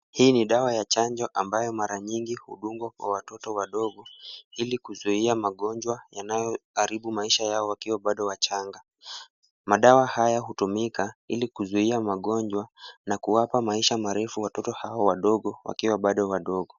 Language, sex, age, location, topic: Swahili, male, 18-24, Kisumu, health